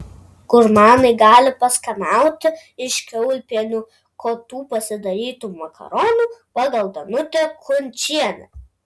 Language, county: Lithuanian, Vilnius